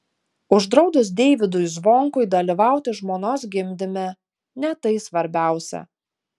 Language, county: Lithuanian, Utena